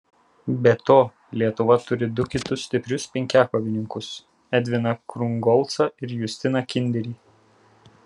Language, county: Lithuanian, Telšiai